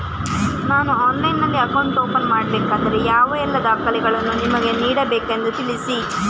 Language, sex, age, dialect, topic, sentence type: Kannada, female, 31-35, Coastal/Dakshin, banking, question